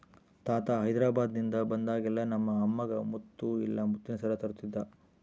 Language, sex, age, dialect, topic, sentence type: Kannada, male, 60-100, Central, agriculture, statement